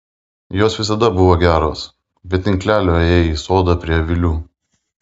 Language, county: Lithuanian, Vilnius